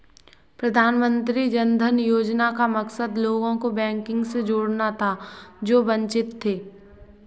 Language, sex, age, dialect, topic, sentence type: Hindi, female, 18-24, Kanauji Braj Bhasha, banking, statement